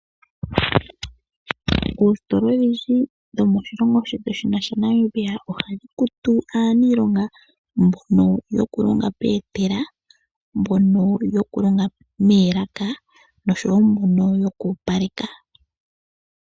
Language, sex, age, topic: Oshiwambo, female, 18-24, finance